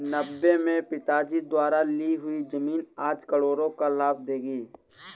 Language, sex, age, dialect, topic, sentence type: Hindi, male, 18-24, Awadhi Bundeli, banking, statement